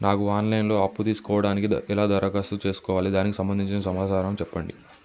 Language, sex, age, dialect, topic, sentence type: Telugu, male, 18-24, Telangana, banking, question